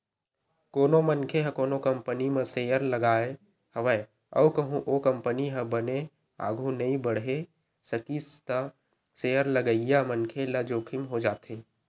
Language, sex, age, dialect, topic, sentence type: Chhattisgarhi, male, 18-24, Western/Budati/Khatahi, banking, statement